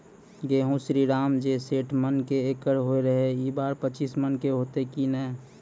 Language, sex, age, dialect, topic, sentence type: Maithili, male, 25-30, Angika, agriculture, question